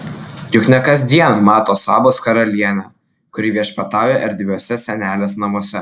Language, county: Lithuanian, Klaipėda